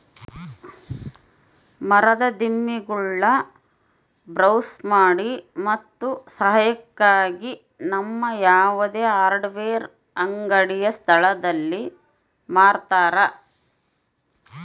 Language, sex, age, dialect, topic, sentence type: Kannada, female, 51-55, Central, agriculture, statement